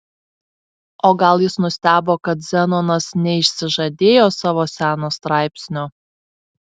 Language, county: Lithuanian, Šiauliai